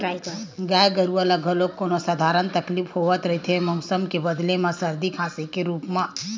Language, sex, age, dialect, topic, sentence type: Chhattisgarhi, female, 18-24, Western/Budati/Khatahi, agriculture, statement